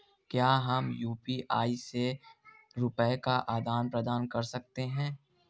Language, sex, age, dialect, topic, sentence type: Hindi, male, 60-100, Kanauji Braj Bhasha, banking, question